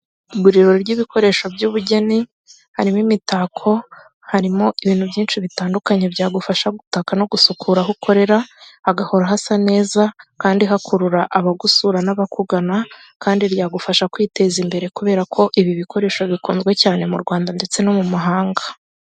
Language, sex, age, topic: Kinyarwanda, female, 18-24, finance